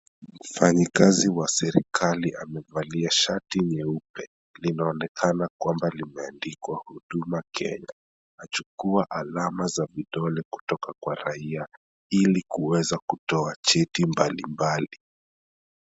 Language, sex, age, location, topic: Swahili, male, 25-35, Kisumu, government